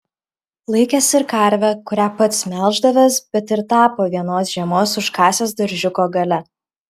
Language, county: Lithuanian, Klaipėda